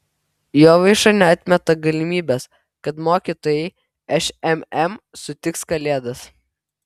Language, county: Lithuanian, Vilnius